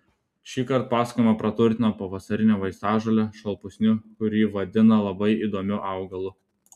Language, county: Lithuanian, Telšiai